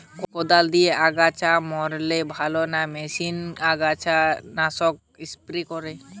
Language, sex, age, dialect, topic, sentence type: Bengali, male, 18-24, Western, agriculture, question